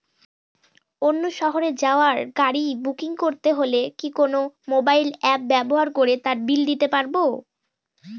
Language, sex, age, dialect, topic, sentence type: Bengali, female, <18, Northern/Varendri, banking, question